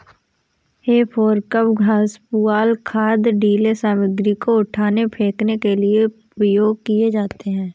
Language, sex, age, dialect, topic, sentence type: Hindi, female, 18-24, Awadhi Bundeli, agriculture, statement